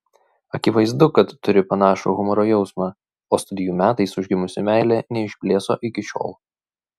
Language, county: Lithuanian, Šiauliai